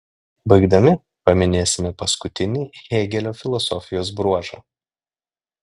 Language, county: Lithuanian, Klaipėda